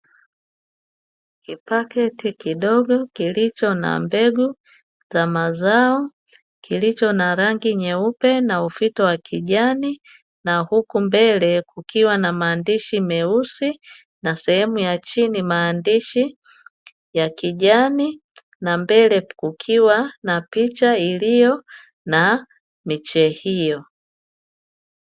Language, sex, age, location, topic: Swahili, female, 50+, Dar es Salaam, agriculture